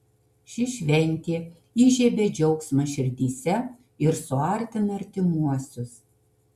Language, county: Lithuanian, Kaunas